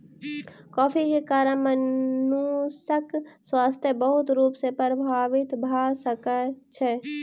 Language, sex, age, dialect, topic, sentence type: Maithili, female, 18-24, Southern/Standard, agriculture, statement